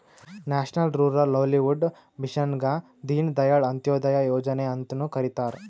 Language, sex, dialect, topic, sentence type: Kannada, male, Northeastern, banking, statement